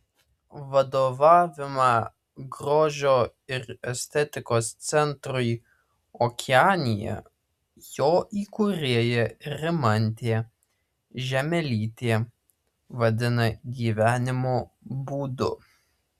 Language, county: Lithuanian, Alytus